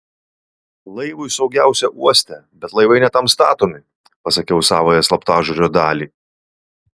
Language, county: Lithuanian, Vilnius